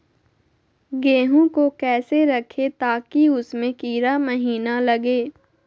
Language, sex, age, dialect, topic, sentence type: Magahi, female, 51-55, Southern, agriculture, question